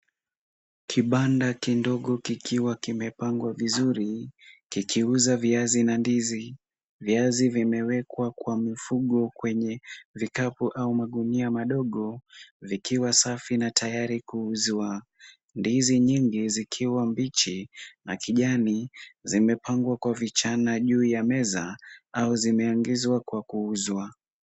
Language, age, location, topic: Swahili, 18-24, Kisumu, finance